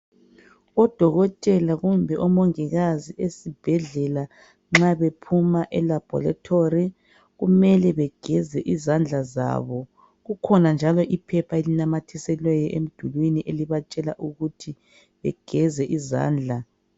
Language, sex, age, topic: North Ndebele, female, 36-49, health